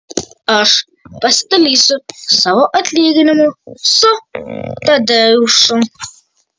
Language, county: Lithuanian, Kaunas